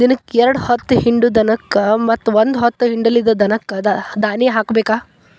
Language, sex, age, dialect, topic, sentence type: Kannada, female, 31-35, Dharwad Kannada, agriculture, statement